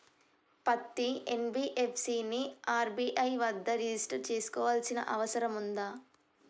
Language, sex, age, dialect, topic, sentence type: Telugu, male, 18-24, Telangana, banking, question